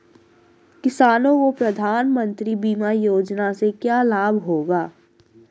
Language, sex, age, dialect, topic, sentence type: Hindi, female, 36-40, Hindustani Malvi Khadi Boli, agriculture, question